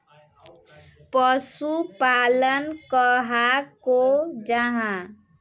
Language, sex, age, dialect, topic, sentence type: Magahi, female, 18-24, Northeastern/Surjapuri, agriculture, question